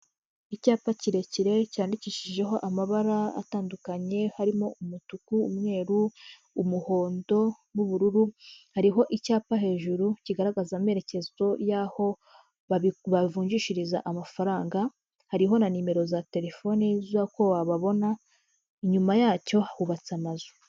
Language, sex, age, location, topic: Kinyarwanda, female, 25-35, Huye, finance